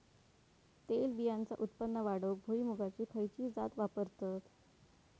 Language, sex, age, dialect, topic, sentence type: Marathi, female, 18-24, Southern Konkan, agriculture, question